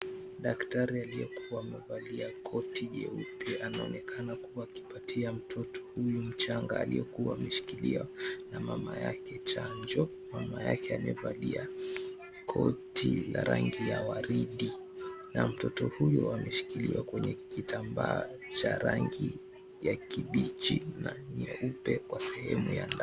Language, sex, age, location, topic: Swahili, male, 18-24, Mombasa, health